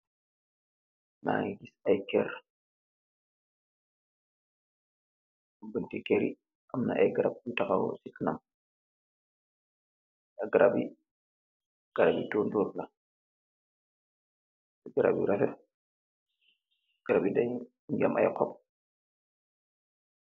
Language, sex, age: Wolof, male, 36-49